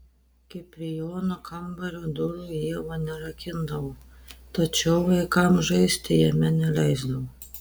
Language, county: Lithuanian, Telšiai